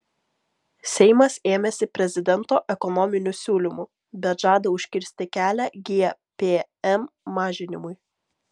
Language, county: Lithuanian, Vilnius